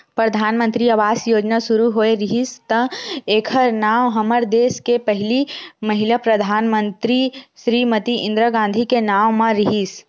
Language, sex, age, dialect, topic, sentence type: Chhattisgarhi, female, 18-24, Western/Budati/Khatahi, banking, statement